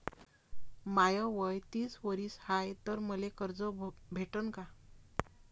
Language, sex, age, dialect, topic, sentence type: Marathi, female, 41-45, Varhadi, banking, question